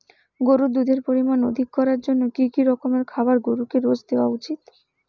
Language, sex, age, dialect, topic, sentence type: Bengali, female, 18-24, Rajbangshi, agriculture, question